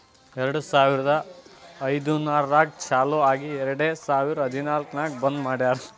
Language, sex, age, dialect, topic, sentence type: Kannada, male, 18-24, Northeastern, banking, statement